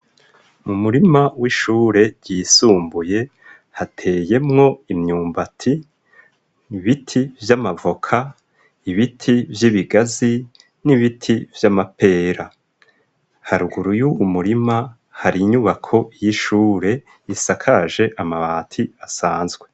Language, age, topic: Rundi, 25-35, education